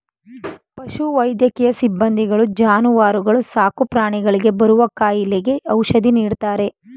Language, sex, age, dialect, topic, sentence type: Kannada, female, 25-30, Mysore Kannada, agriculture, statement